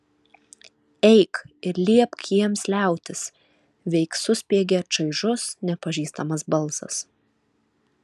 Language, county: Lithuanian, Alytus